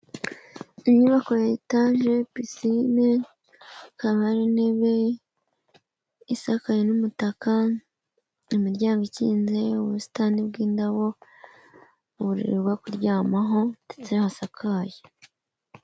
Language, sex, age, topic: Kinyarwanda, female, 25-35, finance